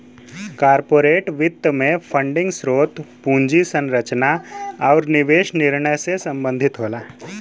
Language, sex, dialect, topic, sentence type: Bhojpuri, male, Western, banking, statement